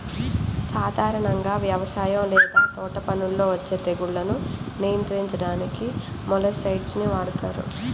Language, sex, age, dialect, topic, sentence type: Telugu, female, 18-24, Central/Coastal, agriculture, statement